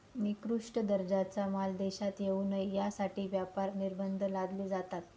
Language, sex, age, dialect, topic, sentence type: Marathi, female, 25-30, Northern Konkan, banking, statement